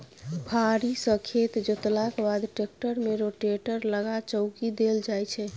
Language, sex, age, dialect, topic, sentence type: Maithili, female, 25-30, Bajjika, agriculture, statement